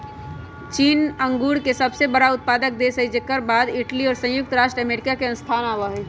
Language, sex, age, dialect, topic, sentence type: Magahi, male, 36-40, Western, agriculture, statement